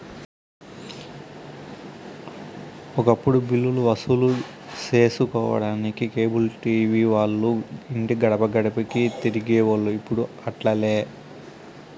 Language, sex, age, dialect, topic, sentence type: Telugu, male, 25-30, Southern, banking, statement